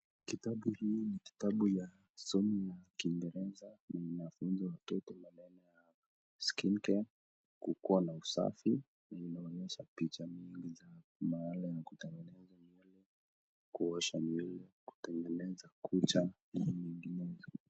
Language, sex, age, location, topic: Swahili, male, 36-49, Nakuru, education